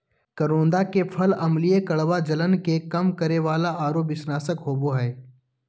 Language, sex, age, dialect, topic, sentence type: Magahi, male, 18-24, Southern, agriculture, statement